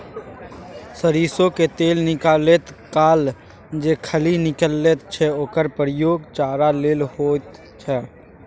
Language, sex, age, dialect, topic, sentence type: Maithili, male, 18-24, Bajjika, agriculture, statement